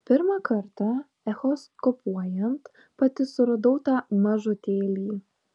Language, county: Lithuanian, Šiauliai